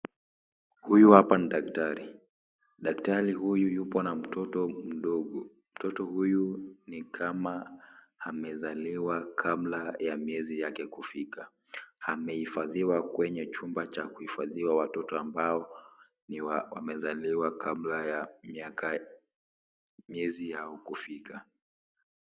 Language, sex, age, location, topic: Swahili, male, 18-24, Kisii, health